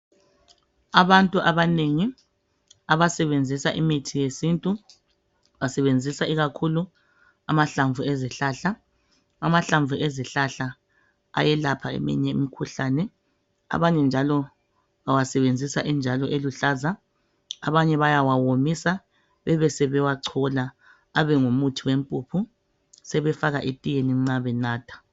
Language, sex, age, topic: North Ndebele, female, 25-35, health